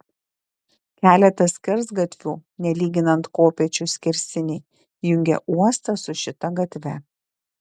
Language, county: Lithuanian, Šiauliai